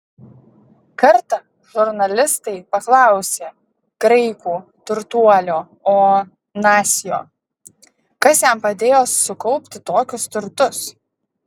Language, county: Lithuanian, Utena